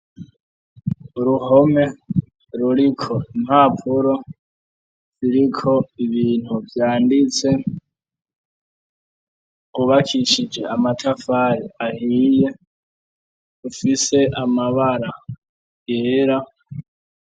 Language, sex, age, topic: Rundi, female, 25-35, education